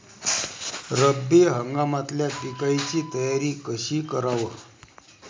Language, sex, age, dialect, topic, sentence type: Marathi, male, 31-35, Varhadi, agriculture, question